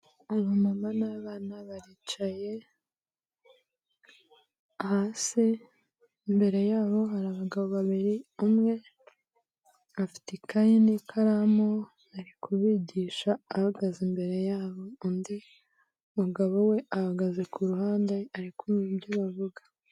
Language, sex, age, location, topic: Kinyarwanda, female, 18-24, Kigali, health